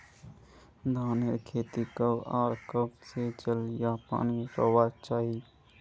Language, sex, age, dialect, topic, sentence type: Magahi, male, 18-24, Northeastern/Surjapuri, agriculture, question